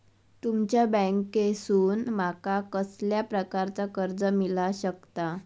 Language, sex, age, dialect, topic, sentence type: Marathi, female, 25-30, Southern Konkan, banking, question